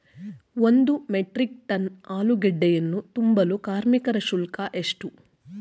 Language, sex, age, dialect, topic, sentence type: Kannada, female, 41-45, Mysore Kannada, agriculture, question